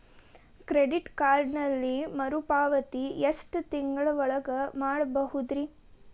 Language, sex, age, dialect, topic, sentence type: Kannada, female, 25-30, Dharwad Kannada, banking, question